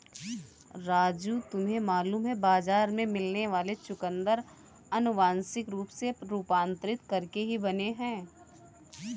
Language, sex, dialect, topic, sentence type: Hindi, female, Kanauji Braj Bhasha, agriculture, statement